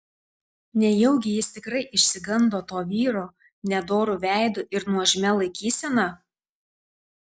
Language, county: Lithuanian, Tauragė